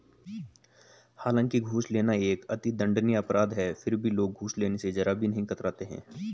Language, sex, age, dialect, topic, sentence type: Hindi, male, 18-24, Garhwali, agriculture, statement